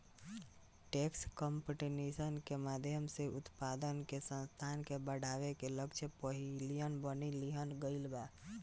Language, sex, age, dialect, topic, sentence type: Bhojpuri, male, 18-24, Southern / Standard, banking, statement